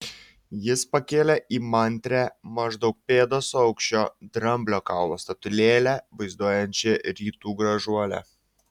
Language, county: Lithuanian, Šiauliai